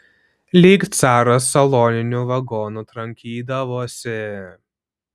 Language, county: Lithuanian, Vilnius